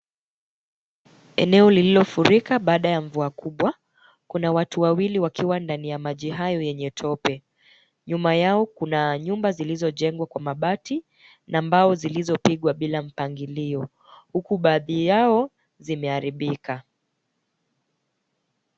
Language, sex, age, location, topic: Swahili, female, 25-35, Kisumu, health